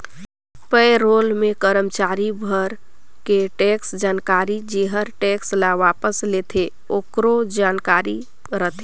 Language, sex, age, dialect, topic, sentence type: Chhattisgarhi, female, 25-30, Northern/Bhandar, banking, statement